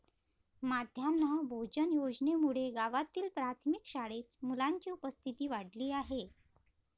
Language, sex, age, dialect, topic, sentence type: Marathi, female, 31-35, Varhadi, agriculture, statement